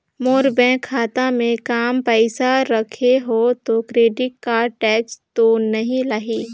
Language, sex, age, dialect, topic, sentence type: Chhattisgarhi, female, 18-24, Northern/Bhandar, banking, question